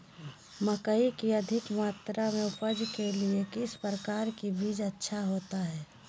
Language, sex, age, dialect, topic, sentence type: Magahi, female, 46-50, Southern, agriculture, question